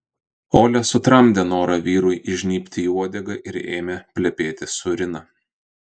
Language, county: Lithuanian, Kaunas